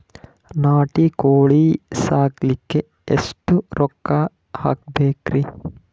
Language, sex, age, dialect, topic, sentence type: Kannada, male, 18-24, Northeastern, agriculture, question